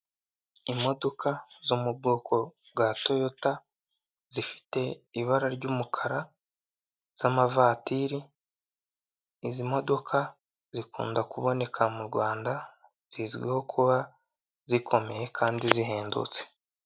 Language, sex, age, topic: Kinyarwanda, male, 18-24, finance